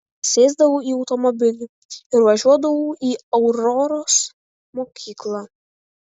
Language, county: Lithuanian, Kaunas